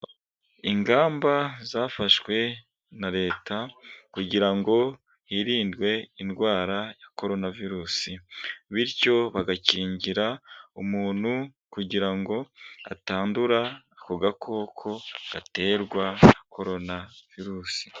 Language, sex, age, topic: Kinyarwanda, male, 25-35, health